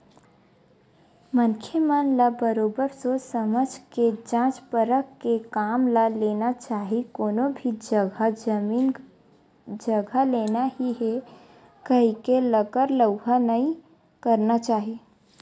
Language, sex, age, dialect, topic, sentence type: Chhattisgarhi, female, 18-24, Western/Budati/Khatahi, banking, statement